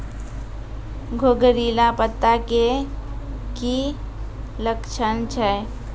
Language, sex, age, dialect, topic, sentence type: Maithili, female, 46-50, Angika, agriculture, question